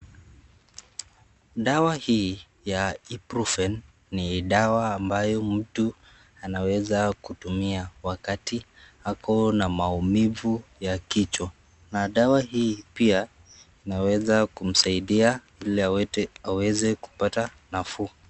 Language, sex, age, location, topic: Swahili, male, 50+, Nakuru, health